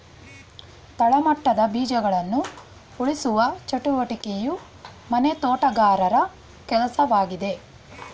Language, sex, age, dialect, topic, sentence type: Kannada, female, 41-45, Mysore Kannada, agriculture, statement